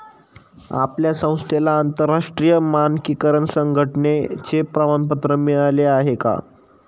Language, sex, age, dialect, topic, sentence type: Marathi, male, 18-24, Standard Marathi, banking, statement